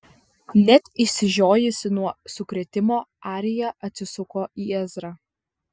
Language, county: Lithuanian, Vilnius